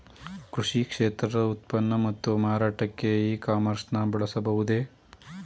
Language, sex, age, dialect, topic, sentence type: Kannada, male, 18-24, Mysore Kannada, agriculture, question